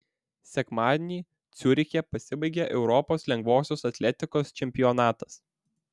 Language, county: Lithuanian, Vilnius